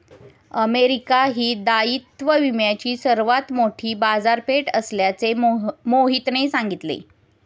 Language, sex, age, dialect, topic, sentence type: Marathi, female, 18-24, Standard Marathi, banking, statement